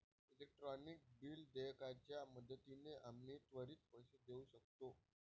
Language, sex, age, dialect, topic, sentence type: Marathi, male, 18-24, Varhadi, banking, statement